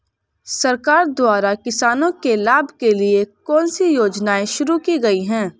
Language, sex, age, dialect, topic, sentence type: Hindi, female, 18-24, Hindustani Malvi Khadi Boli, agriculture, question